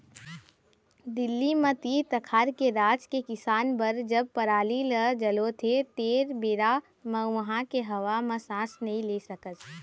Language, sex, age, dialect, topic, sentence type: Chhattisgarhi, male, 41-45, Eastern, agriculture, statement